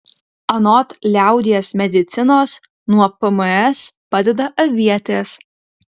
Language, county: Lithuanian, Utena